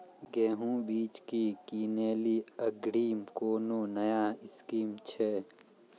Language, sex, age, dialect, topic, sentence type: Maithili, male, 36-40, Angika, agriculture, question